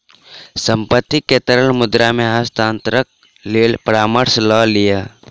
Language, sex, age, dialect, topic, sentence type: Maithili, male, 18-24, Southern/Standard, banking, statement